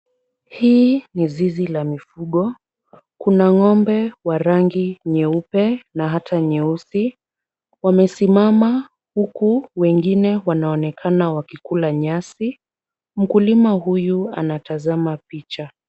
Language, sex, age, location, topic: Swahili, female, 36-49, Kisumu, agriculture